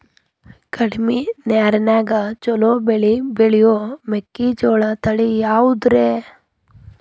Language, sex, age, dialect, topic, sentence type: Kannada, female, 31-35, Dharwad Kannada, agriculture, question